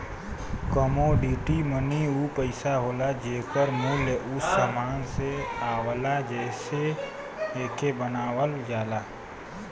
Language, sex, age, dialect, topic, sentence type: Bhojpuri, male, 25-30, Western, banking, statement